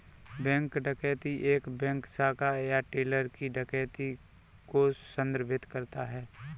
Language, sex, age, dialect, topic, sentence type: Hindi, male, 25-30, Kanauji Braj Bhasha, banking, statement